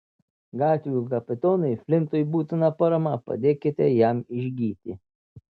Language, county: Lithuanian, Telšiai